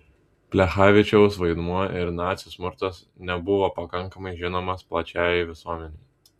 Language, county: Lithuanian, Vilnius